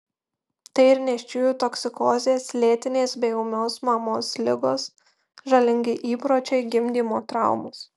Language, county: Lithuanian, Marijampolė